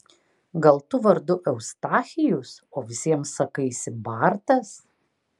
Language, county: Lithuanian, Kaunas